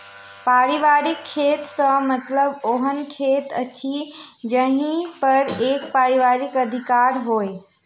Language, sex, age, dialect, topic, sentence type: Maithili, female, 31-35, Southern/Standard, agriculture, statement